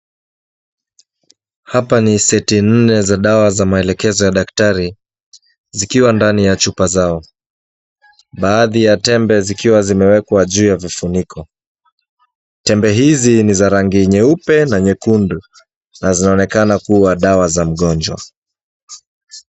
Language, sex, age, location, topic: Swahili, male, 25-35, Kisumu, health